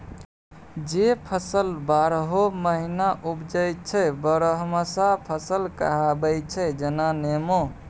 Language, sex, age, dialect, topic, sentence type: Maithili, male, 18-24, Bajjika, agriculture, statement